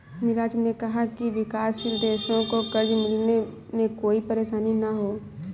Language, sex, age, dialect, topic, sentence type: Hindi, female, 18-24, Awadhi Bundeli, banking, statement